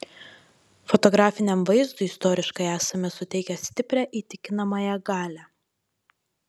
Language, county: Lithuanian, Marijampolė